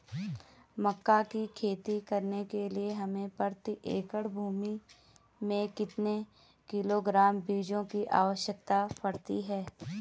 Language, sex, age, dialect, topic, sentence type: Hindi, female, 31-35, Garhwali, agriculture, question